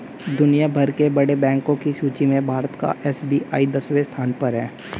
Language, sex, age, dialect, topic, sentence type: Hindi, male, 18-24, Hindustani Malvi Khadi Boli, banking, statement